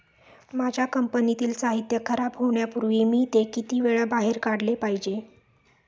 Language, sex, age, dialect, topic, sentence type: Marathi, female, 36-40, Standard Marathi, agriculture, question